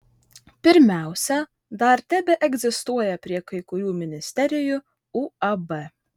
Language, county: Lithuanian, Vilnius